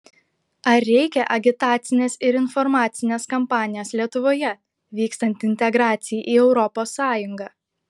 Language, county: Lithuanian, Klaipėda